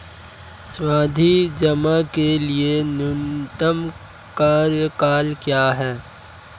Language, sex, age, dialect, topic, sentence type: Hindi, male, 18-24, Marwari Dhudhari, banking, question